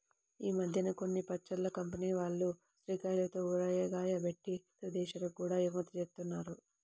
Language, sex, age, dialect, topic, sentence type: Telugu, male, 18-24, Central/Coastal, agriculture, statement